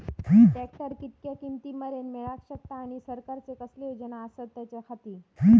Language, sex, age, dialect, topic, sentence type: Marathi, female, 60-100, Southern Konkan, agriculture, question